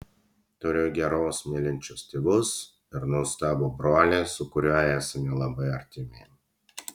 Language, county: Lithuanian, Utena